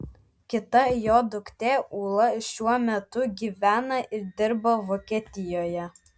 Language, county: Lithuanian, Vilnius